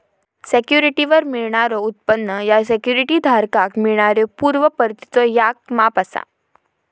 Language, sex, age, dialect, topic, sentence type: Marathi, female, 18-24, Southern Konkan, banking, statement